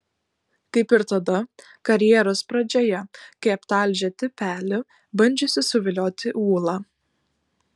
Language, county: Lithuanian, Klaipėda